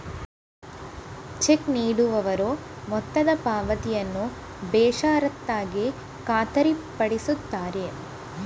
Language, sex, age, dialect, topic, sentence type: Kannada, female, 18-24, Coastal/Dakshin, banking, statement